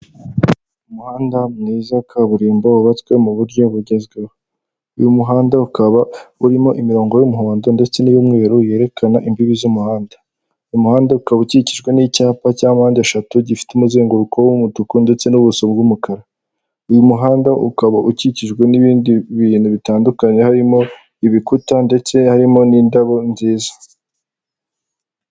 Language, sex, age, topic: Kinyarwanda, male, 18-24, government